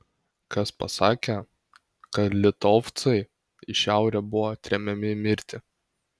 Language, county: Lithuanian, Kaunas